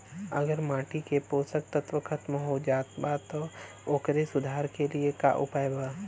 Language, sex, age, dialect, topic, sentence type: Bhojpuri, male, 18-24, Western, agriculture, question